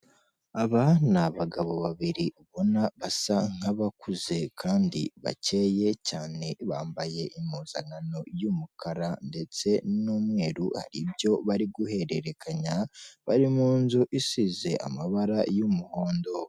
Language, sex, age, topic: Kinyarwanda, female, 36-49, government